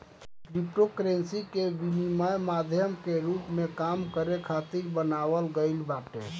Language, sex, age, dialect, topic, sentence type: Bhojpuri, male, 18-24, Northern, banking, statement